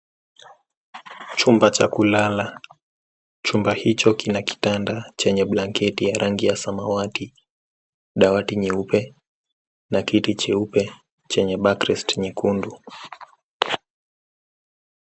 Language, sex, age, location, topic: Swahili, male, 18-24, Nairobi, education